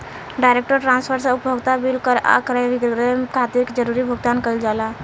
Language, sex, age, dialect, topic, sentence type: Bhojpuri, female, 18-24, Southern / Standard, banking, statement